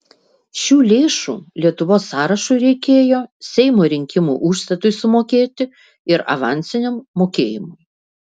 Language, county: Lithuanian, Vilnius